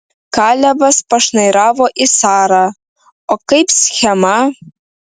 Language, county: Lithuanian, Vilnius